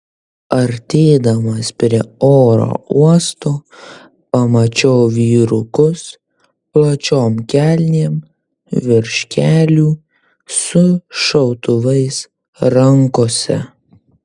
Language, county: Lithuanian, Kaunas